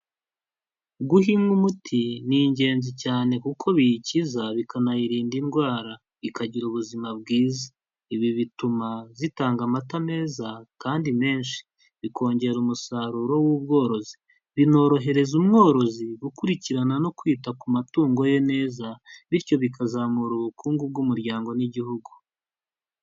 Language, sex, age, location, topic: Kinyarwanda, male, 25-35, Huye, agriculture